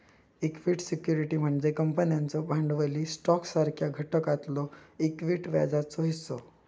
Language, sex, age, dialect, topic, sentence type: Marathi, male, 25-30, Southern Konkan, banking, statement